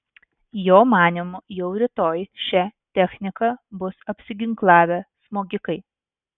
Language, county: Lithuanian, Vilnius